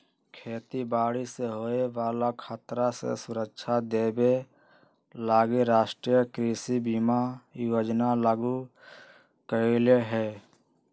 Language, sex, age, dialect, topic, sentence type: Magahi, male, 46-50, Western, agriculture, statement